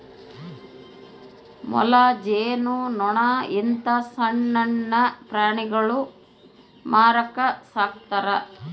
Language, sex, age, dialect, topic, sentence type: Kannada, female, 51-55, Central, agriculture, statement